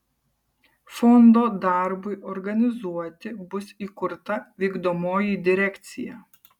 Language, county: Lithuanian, Kaunas